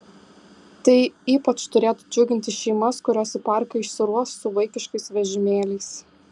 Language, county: Lithuanian, Kaunas